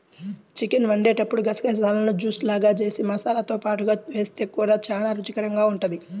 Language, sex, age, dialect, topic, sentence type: Telugu, male, 18-24, Central/Coastal, agriculture, statement